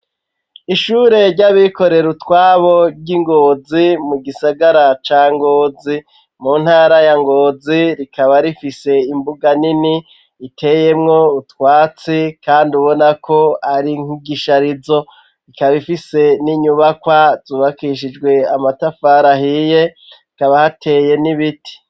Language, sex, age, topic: Rundi, male, 36-49, education